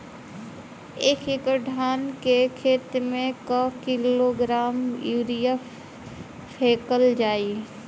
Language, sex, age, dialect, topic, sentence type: Bhojpuri, female, 18-24, Western, agriculture, question